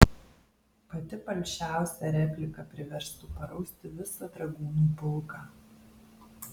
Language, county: Lithuanian, Alytus